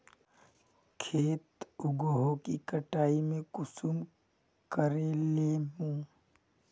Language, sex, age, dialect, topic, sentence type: Magahi, male, 25-30, Northeastern/Surjapuri, agriculture, question